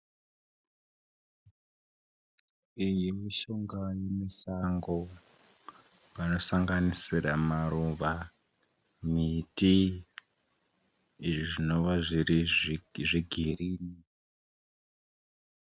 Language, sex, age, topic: Ndau, male, 18-24, health